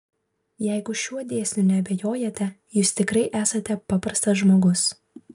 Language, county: Lithuanian, Vilnius